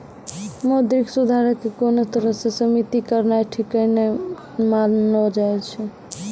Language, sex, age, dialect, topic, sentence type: Maithili, female, 18-24, Angika, banking, statement